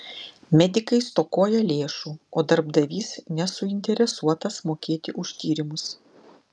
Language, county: Lithuanian, Klaipėda